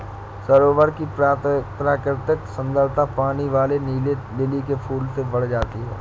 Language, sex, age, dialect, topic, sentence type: Hindi, male, 60-100, Awadhi Bundeli, agriculture, statement